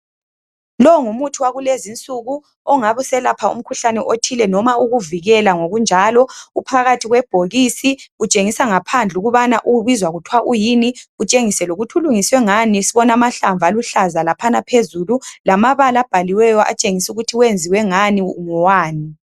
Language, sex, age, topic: North Ndebele, male, 25-35, health